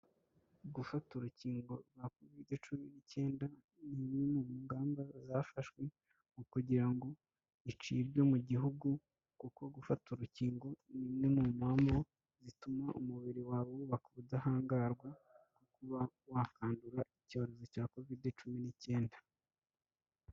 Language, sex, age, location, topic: Kinyarwanda, male, 25-35, Kigali, health